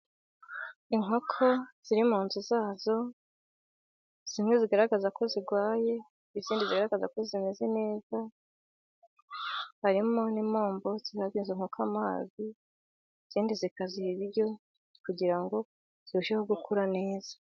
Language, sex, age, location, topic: Kinyarwanda, female, 18-24, Gakenke, agriculture